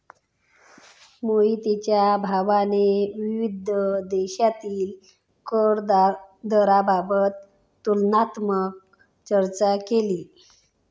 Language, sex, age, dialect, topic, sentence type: Marathi, female, 25-30, Standard Marathi, banking, statement